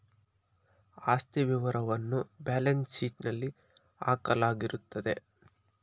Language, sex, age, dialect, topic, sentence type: Kannada, male, 25-30, Mysore Kannada, banking, statement